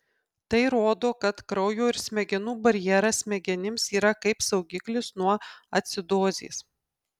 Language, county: Lithuanian, Kaunas